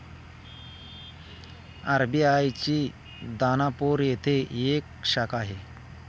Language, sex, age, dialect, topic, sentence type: Marathi, male, 18-24, Standard Marathi, banking, statement